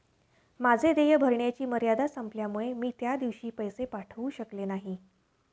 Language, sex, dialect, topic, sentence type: Marathi, female, Standard Marathi, banking, statement